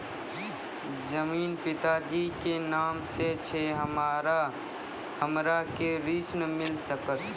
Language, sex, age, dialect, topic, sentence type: Maithili, female, 36-40, Angika, banking, question